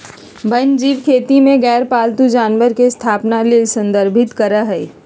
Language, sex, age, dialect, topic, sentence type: Magahi, female, 56-60, Southern, agriculture, statement